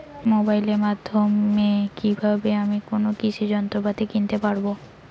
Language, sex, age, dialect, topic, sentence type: Bengali, female, 18-24, Rajbangshi, agriculture, question